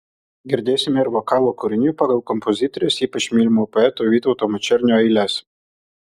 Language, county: Lithuanian, Kaunas